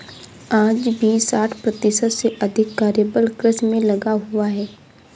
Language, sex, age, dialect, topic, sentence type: Hindi, female, 51-55, Awadhi Bundeli, agriculture, statement